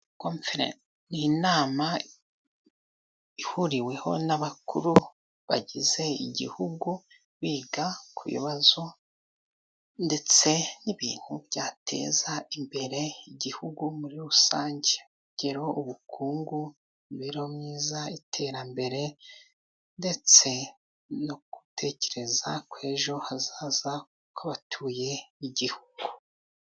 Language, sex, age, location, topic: Kinyarwanda, male, 25-35, Musanze, government